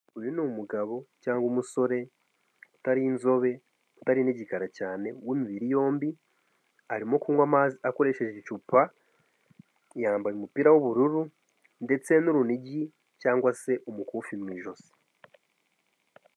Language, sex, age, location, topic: Kinyarwanda, male, 18-24, Kigali, health